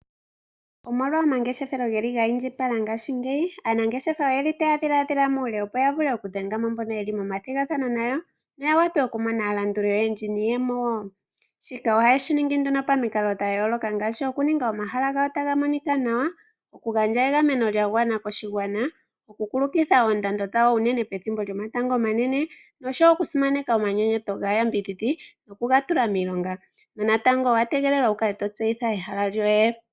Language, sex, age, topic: Oshiwambo, female, 25-35, agriculture